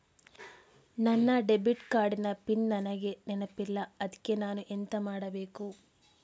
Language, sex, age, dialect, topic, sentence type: Kannada, female, 36-40, Coastal/Dakshin, banking, question